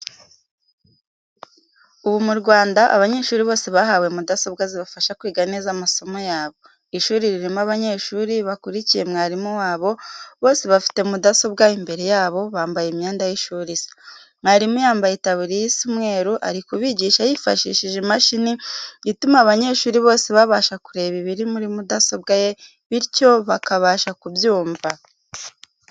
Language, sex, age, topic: Kinyarwanda, female, 18-24, education